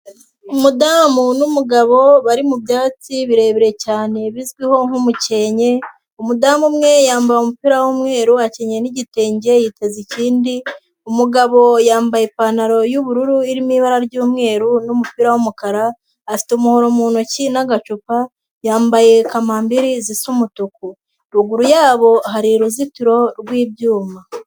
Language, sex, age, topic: Kinyarwanda, female, 18-24, agriculture